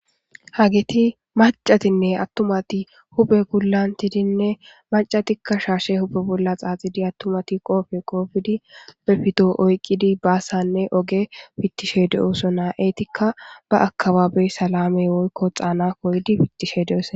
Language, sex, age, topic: Gamo, female, 18-24, government